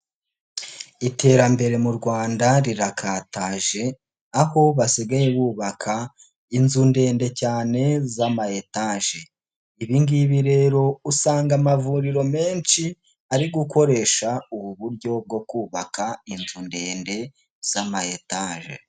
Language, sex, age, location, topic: Kinyarwanda, male, 18-24, Huye, health